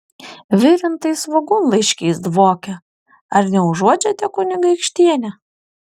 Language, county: Lithuanian, Alytus